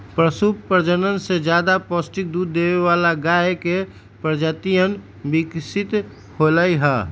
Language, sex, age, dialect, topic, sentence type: Magahi, male, 31-35, Western, agriculture, statement